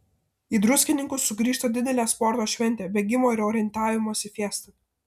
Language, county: Lithuanian, Vilnius